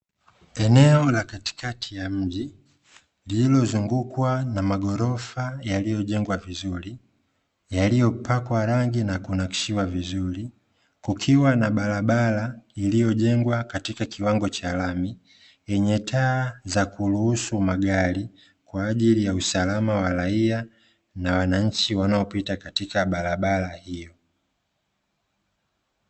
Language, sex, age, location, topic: Swahili, male, 25-35, Dar es Salaam, government